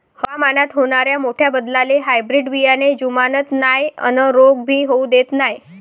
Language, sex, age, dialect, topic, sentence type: Marathi, female, 18-24, Varhadi, agriculture, statement